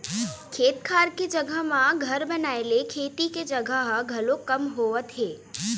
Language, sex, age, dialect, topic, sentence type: Chhattisgarhi, female, 41-45, Eastern, agriculture, statement